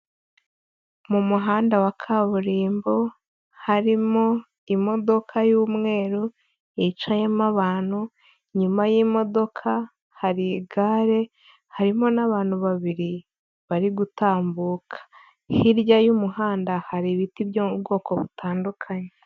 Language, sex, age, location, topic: Kinyarwanda, female, 18-24, Huye, government